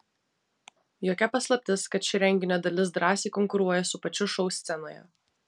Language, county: Lithuanian, Vilnius